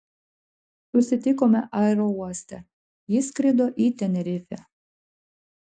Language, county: Lithuanian, Klaipėda